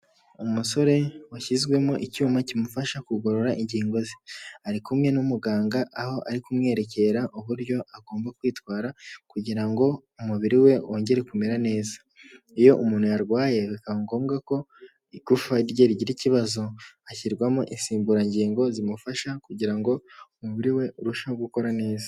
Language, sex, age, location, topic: Kinyarwanda, male, 18-24, Huye, health